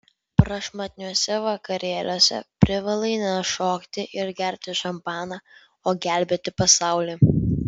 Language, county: Lithuanian, Vilnius